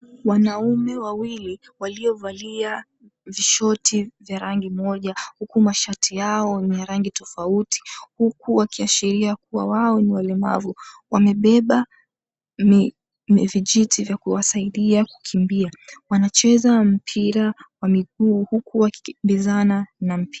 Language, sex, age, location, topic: Swahili, female, 18-24, Mombasa, education